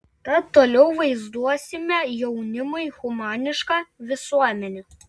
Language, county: Lithuanian, Klaipėda